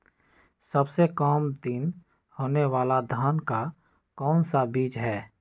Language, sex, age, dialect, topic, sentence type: Magahi, male, 60-100, Western, agriculture, question